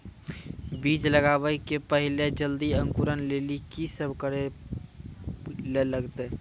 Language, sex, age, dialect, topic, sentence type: Maithili, male, 51-55, Angika, agriculture, question